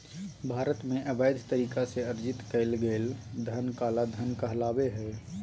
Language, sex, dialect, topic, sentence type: Magahi, male, Southern, banking, statement